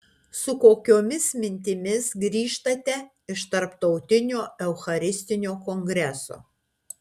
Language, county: Lithuanian, Kaunas